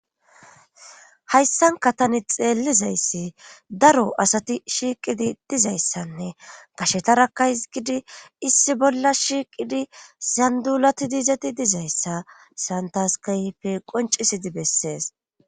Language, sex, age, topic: Gamo, female, 18-24, government